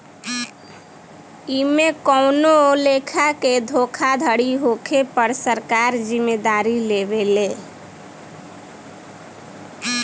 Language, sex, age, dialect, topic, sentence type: Bhojpuri, female, 25-30, Southern / Standard, banking, statement